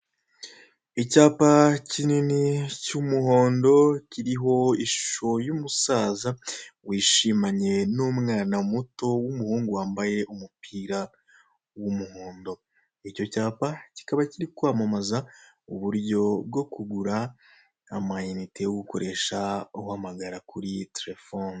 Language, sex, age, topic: Kinyarwanda, male, 25-35, finance